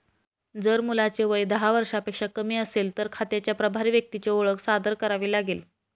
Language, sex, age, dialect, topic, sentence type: Marathi, female, 25-30, Northern Konkan, banking, statement